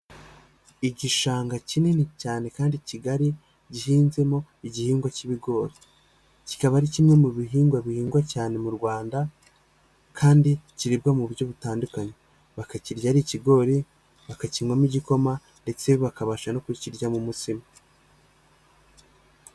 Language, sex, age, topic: Kinyarwanda, male, 25-35, agriculture